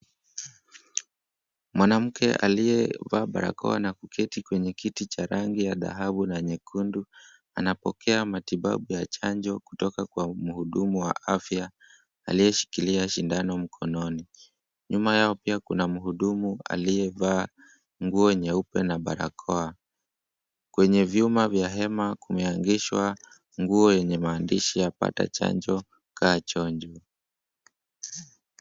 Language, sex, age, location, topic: Swahili, male, 18-24, Mombasa, health